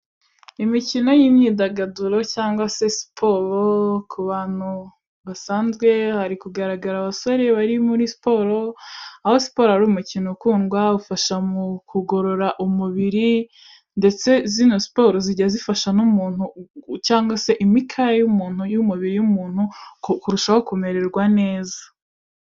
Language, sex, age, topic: Kinyarwanda, female, 18-24, health